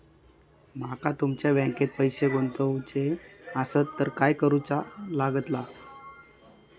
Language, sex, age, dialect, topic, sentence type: Marathi, male, 18-24, Southern Konkan, banking, question